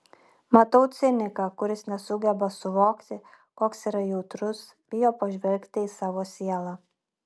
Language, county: Lithuanian, Klaipėda